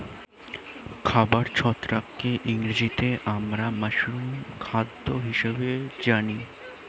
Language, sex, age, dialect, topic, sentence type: Bengali, male, <18, Standard Colloquial, agriculture, statement